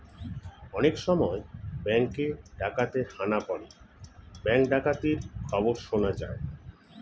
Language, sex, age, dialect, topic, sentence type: Bengali, male, 41-45, Standard Colloquial, banking, statement